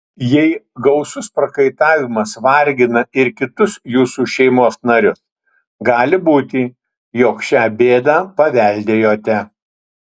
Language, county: Lithuanian, Utena